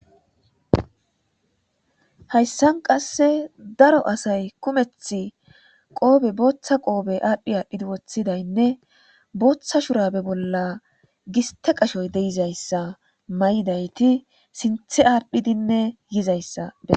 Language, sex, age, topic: Gamo, female, 18-24, government